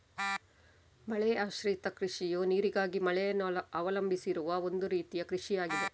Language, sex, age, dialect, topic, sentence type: Kannada, female, 25-30, Coastal/Dakshin, agriculture, statement